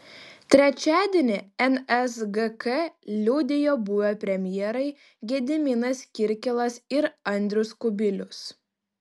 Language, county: Lithuanian, Panevėžys